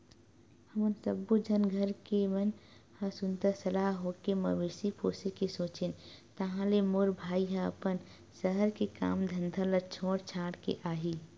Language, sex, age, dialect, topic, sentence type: Chhattisgarhi, female, 18-24, Western/Budati/Khatahi, agriculture, statement